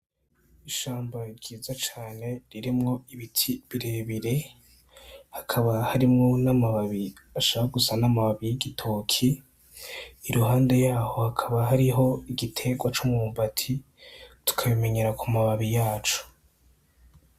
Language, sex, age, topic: Rundi, male, 18-24, agriculture